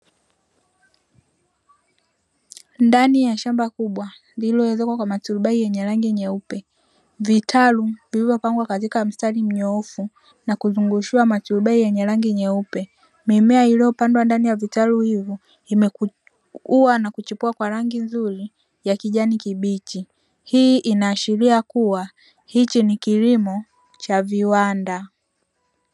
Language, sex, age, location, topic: Swahili, male, 25-35, Dar es Salaam, agriculture